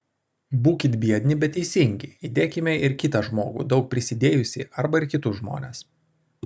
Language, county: Lithuanian, Vilnius